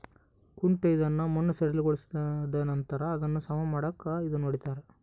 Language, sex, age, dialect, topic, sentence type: Kannada, male, 18-24, Central, agriculture, statement